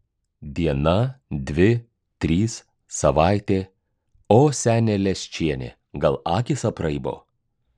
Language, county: Lithuanian, Klaipėda